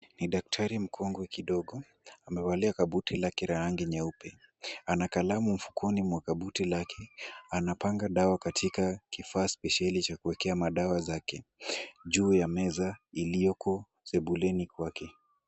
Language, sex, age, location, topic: Swahili, male, 18-24, Kisumu, health